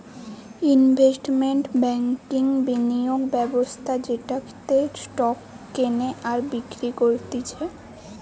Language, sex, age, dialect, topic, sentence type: Bengali, female, 18-24, Western, banking, statement